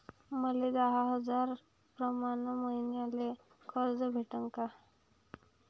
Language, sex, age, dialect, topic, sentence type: Marathi, female, 18-24, Varhadi, banking, question